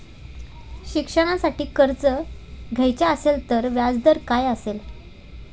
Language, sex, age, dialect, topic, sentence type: Marathi, female, 18-24, Standard Marathi, banking, question